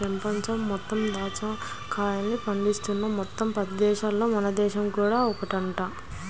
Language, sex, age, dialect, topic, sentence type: Telugu, female, 18-24, Central/Coastal, agriculture, statement